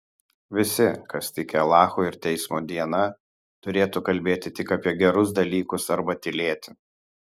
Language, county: Lithuanian, Kaunas